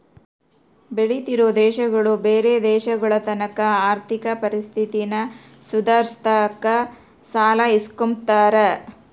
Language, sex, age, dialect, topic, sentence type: Kannada, female, 36-40, Central, banking, statement